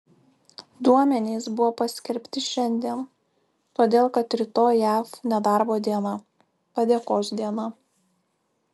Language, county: Lithuanian, Kaunas